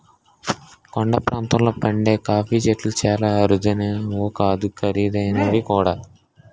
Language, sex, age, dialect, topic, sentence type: Telugu, male, 18-24, Utterandhra, agriculture, statement